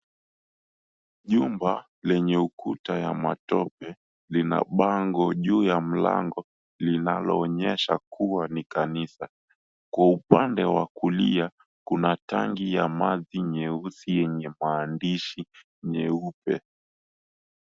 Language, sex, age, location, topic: Swahili, male, 18-24, Mombasa, government